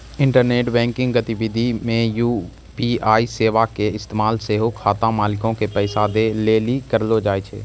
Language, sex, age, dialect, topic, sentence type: Maithili, male, 18-24, Angika, banking, statement